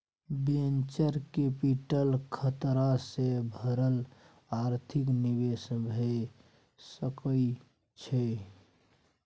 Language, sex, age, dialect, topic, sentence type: Maithili, male, 18-24, Bajjika, banking, statement